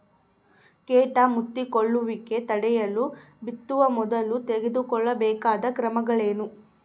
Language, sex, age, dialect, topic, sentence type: Kannada, female, 18-24, Central, agriculture, question